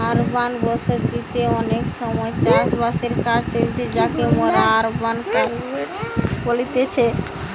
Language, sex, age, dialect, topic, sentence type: Bengali, female, 18-24, Western, agriculture, statement